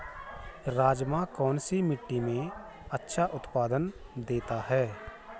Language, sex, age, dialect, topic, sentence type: Hindi, male, 41-45, Garhwali, agriculture, question